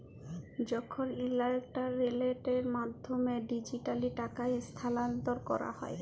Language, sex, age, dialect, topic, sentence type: Bengali, female, 31-35, Jharkhandi, banking, statement